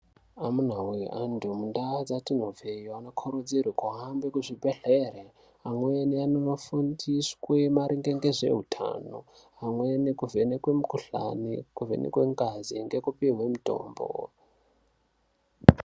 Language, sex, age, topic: Ndau, male, 18-24, health